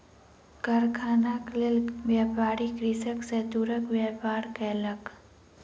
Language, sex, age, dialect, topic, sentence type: Maithili, female, 18-24, Southern/Standard, agriculture, statement